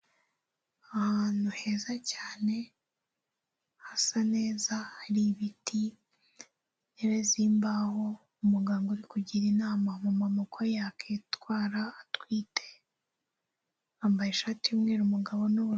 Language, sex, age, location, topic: Kinyarwanda, female, 36-49, Kigali, health